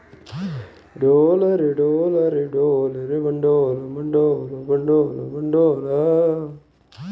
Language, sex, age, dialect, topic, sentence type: Kannada, male, 51-55, Coastal/Dakshin, agriculture, question